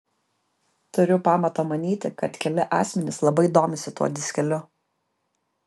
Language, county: Lithuanian, Kaunas